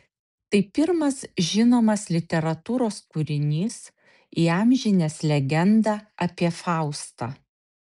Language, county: Lithuanian, Šiauliai